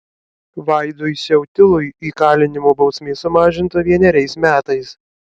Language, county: Lithuanian, Kaunas